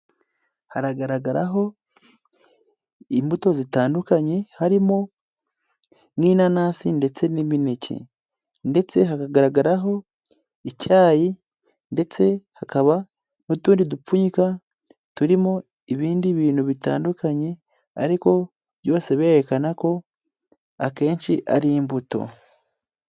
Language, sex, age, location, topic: Kinyarwanda, male, 18-24, Kigali, health